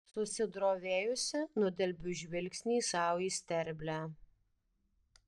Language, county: Lithuanian, Alytus